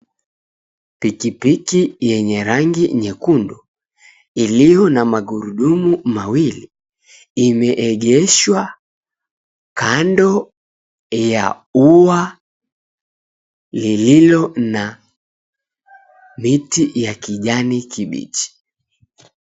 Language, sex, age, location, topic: Swahili, male, 18-24, Mombasa, government